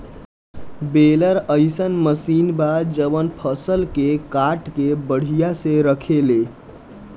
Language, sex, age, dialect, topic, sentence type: Bhojpuri, male, <18, Northern, agriculture, statement